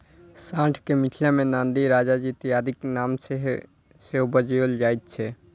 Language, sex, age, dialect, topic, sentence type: Maithili, male, 18-24, Southern/Standard, agriculture, statement